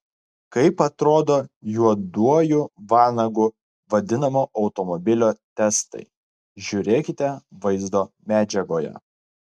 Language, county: Lithuanian, Klaipėda